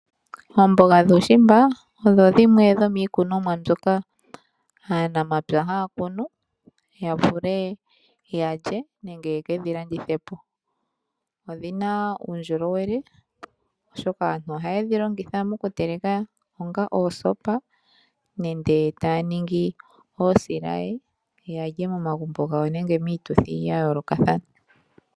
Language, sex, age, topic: Oshiwambo, female, 25-35, agriculture